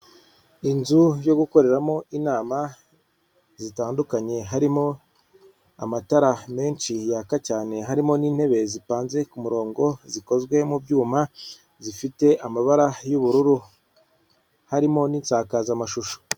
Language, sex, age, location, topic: Kinyarwanda, female, 36-49, Kigali, finance